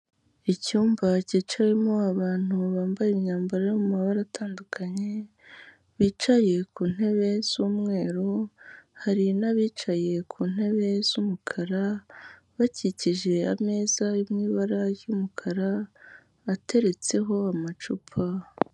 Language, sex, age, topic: Kinyarwanda, female, 25-35, government